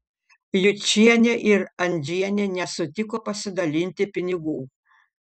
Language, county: Lithuanian, Panevėžys